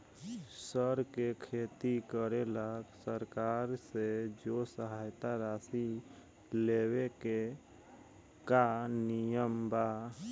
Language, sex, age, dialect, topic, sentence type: Bhojpuri, male, 18-24, Southern / Standard, agriculture, question